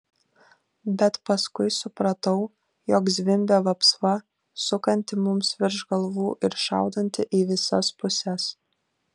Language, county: Lithuanian, Kaunas